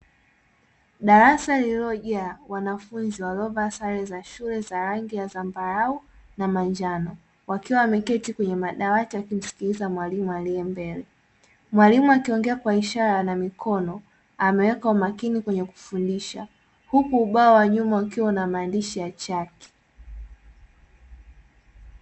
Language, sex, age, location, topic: Swahili, female, 18-24, Dar es Salaam, education